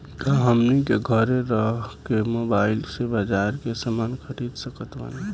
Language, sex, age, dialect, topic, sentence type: Bhojpuri, male, 18-24, Southern / Standard, agriculture, question